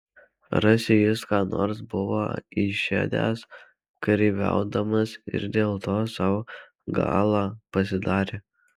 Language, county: Lithuanian, Alytus